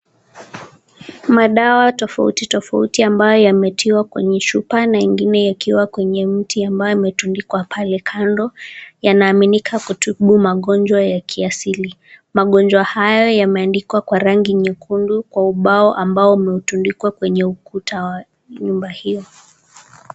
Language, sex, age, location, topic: Swahili, female, 18-24, Nakuru, health